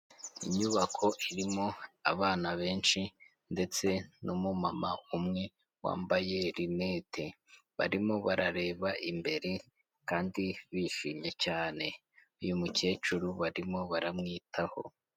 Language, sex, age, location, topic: Kinyarwanda, male, 18-24, Kigali, health